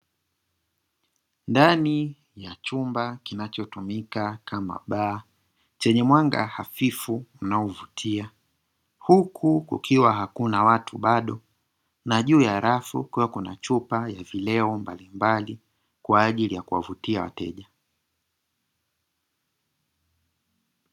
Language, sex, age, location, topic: Swahili, male, 18-24, Dar es Salaam, finance